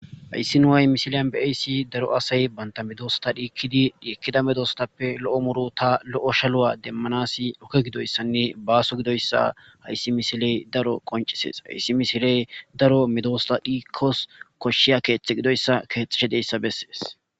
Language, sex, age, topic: Gamo, male, 25-35, agriculture